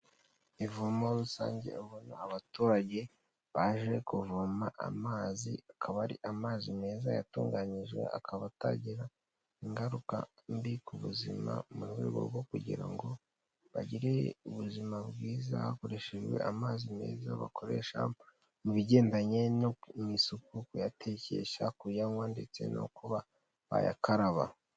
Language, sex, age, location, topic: Kinyarwanda, male, 18-24, Kigali, health